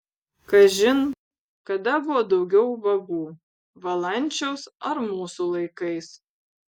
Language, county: Lithuanian, Vilnius